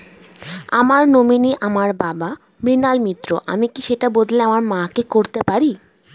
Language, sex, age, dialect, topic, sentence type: Bengali, female, 18-24, Standard Colloquial, banking, question